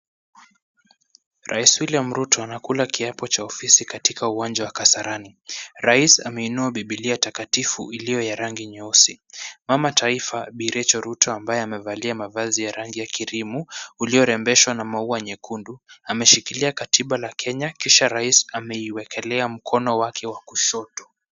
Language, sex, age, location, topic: Swahili, male, 18-24, Kisumu, government